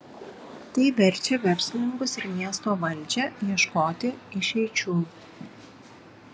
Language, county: Lithuanian, Kaunas